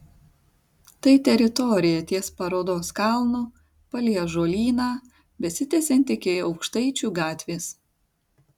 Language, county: Lithuanian, Tauragė